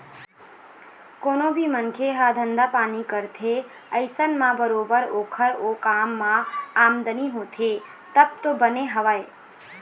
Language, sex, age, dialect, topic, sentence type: Chhattisgarhi, female, 51-55, Eastern, banking, statement